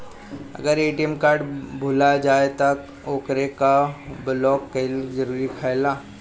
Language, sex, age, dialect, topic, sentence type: Bhojpuri, male, 25-30, Northern, banking, question